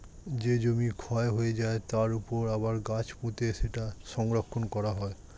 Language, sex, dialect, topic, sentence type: Bengali, male, Standard Colloquial, agriculture, statement